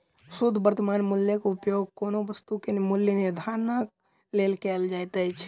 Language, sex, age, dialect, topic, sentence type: Maithili, male, 18-24, Southern/Standard, banking, statement